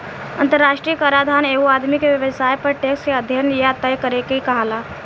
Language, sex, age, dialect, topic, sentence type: Bhojpuri, female, 18-24, Southern / Standard, banking, statement